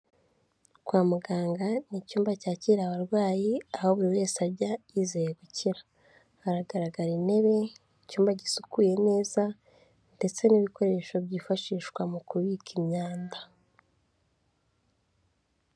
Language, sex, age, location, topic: Kinyarwanda, female, 25-35, Kigali, health